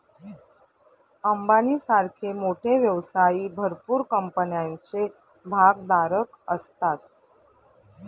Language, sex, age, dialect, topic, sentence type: Marathi, female, 31-35, Northern Konkan, banking, statement